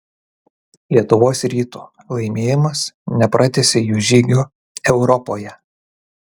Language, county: Lithuanian, Kaunas